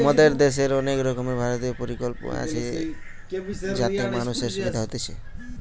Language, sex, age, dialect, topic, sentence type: Bengali, male, 18-24, Western, banking, statement